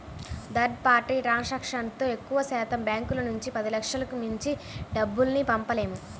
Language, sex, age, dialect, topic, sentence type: Telugu, female, 18-24, Central/Coastal, banking, statement